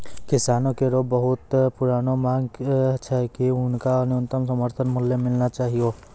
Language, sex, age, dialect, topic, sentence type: Maithili, male, 18-24, Angika, agriculture, statement